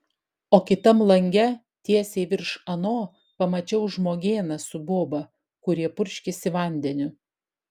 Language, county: Lithuanian, Vilnius